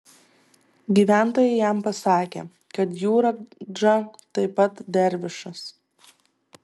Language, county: Lithuanian, Tauragė